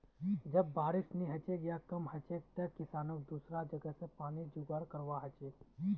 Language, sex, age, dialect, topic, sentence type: Magahi, male, 18-24, Northeastern/Surjapuri, agriculture, statement